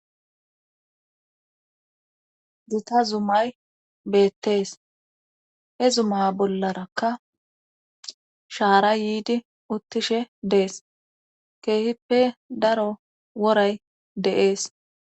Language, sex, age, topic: Gamo, female, 25-35, government